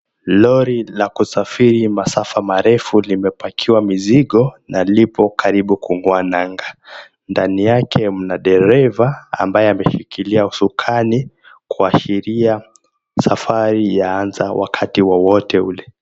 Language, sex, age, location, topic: Swahili, male, 18-24, Mombasa, government